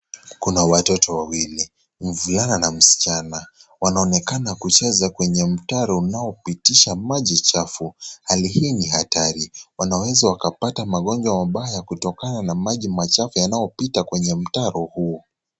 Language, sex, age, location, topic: Swahili, male, 18-24, Kisii, health